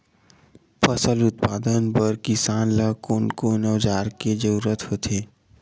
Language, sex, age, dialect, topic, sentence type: Chhattisgarhi, male, 46-50, Western/Budati/Khatahi, agriculture, question